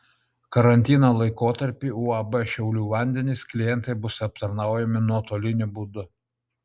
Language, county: Lithuanian, Utena